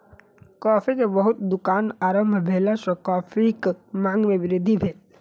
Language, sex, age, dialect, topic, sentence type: Maithili, male, 25-30, Southern/Standard, agriculture, statement